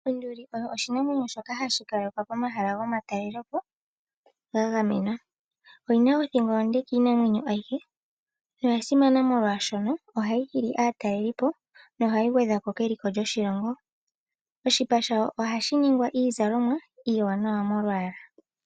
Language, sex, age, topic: Oshiwambo, female, 18-24, agriculture